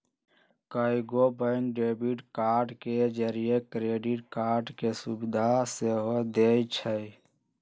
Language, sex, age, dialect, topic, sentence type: Magahi, male, 46-50, Western, banking, statement